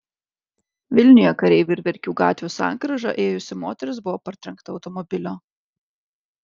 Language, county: Lithuanian, Klaipėda